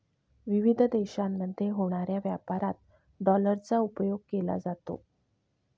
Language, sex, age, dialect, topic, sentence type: Marathi, female, 41-45, Northern Konkan, banking, statement